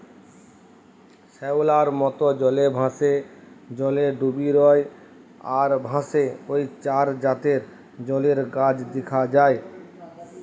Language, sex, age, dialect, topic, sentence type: Bengali, male, 36-40, Western, agriculture, statement